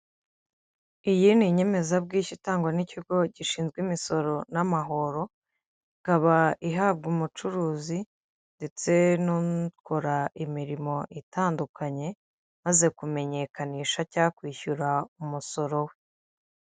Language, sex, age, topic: Kinyarwanda, female, 25-35, finance